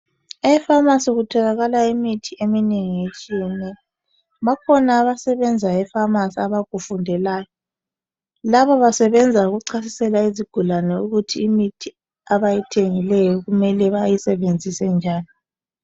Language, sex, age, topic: North Ndebele, female, 25-35, health